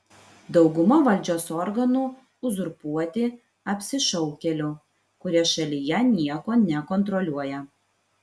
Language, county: Lithuanian, Vilnius